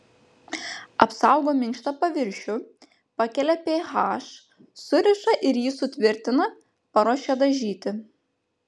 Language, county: Lithuanian, Panevėžys